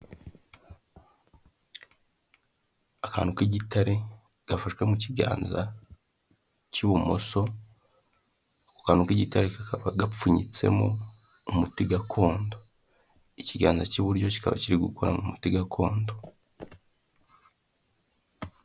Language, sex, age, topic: Kinyarwanda, male, 18-24, health